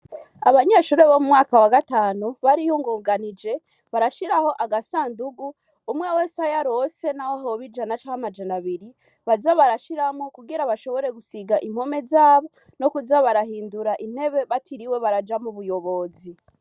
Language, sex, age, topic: Rundi, female, 25-35, education